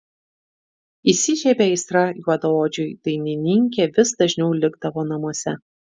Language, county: Lithuanian, Šiauliai